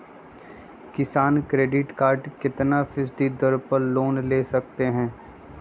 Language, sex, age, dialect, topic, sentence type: Magahi, male, 25-30, Western, agriculture, question